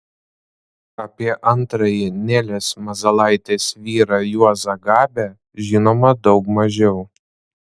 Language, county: Lithuanian, Panevėžys